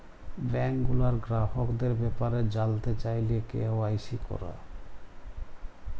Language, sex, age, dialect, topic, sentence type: Bengali, male, 18-24, Jharkhandi, banking, statement